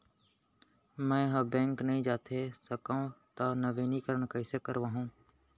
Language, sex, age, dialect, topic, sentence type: Chhattisgarhi, male, 18-24, Central, banking, question